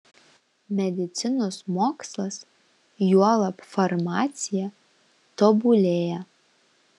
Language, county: Lithuanian, Vilnius